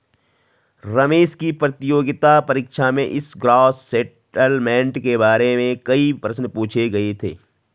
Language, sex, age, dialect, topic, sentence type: Hindi, male, 36-40, Garhwali, banking, statement